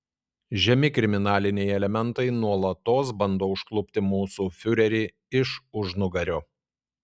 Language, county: Lithuanian, Šiauliai